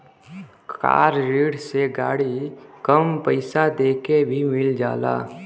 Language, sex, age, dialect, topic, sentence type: Bhojpuri, male, 41-45, Western, banking, statement